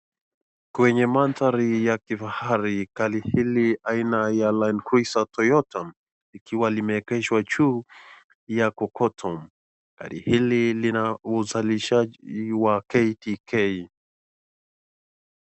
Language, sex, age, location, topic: Swahili, male, 25-35, Nakuru, finance